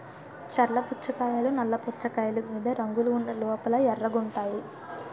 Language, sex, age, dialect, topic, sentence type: Telugu, female, 18-24, Utterandhra, agriculture, statement